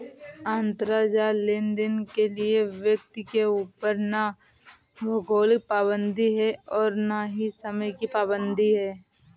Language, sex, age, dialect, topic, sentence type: Hindi, female, 18-24, Awadhi Bundeli, banking, statement